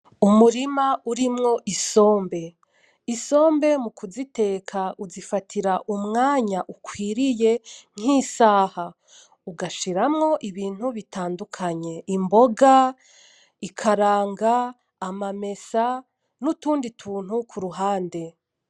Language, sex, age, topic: Rundi, female, 25-35, agriculture